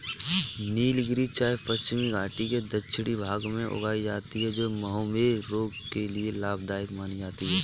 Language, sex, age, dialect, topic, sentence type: Hindi, male, 31-35, Kanauji Braj Bhasha, agriculture, statement